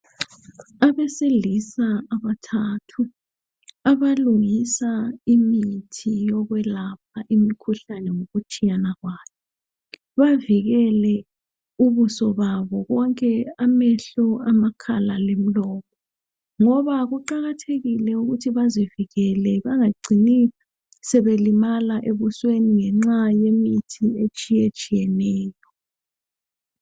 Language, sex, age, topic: North Ndebele, female, 25-35, health